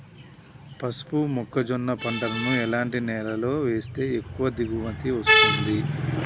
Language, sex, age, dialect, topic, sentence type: Telugu, male, 31-35, Telangana, agriculture, question